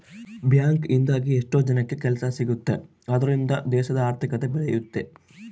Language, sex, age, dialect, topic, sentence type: Kannada, male, 18-24, Central, banking, statement